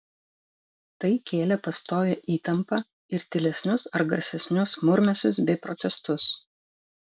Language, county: Lithuanian, Vilnius